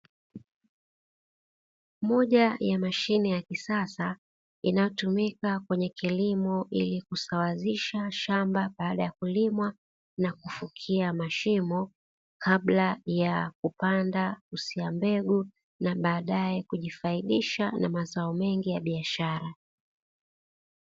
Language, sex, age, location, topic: Swahili, female, 18-24, Dar es Salaam, agriculture